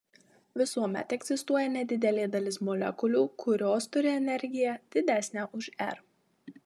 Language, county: Lithuanian, Marijampolė